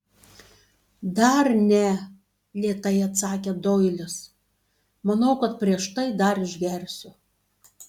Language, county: Lithuanian, Tauragė